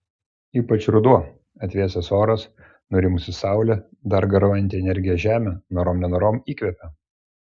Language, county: Lithuanian, Klaipėda